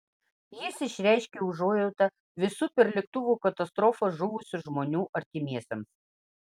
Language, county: Lithuanian, Vilnius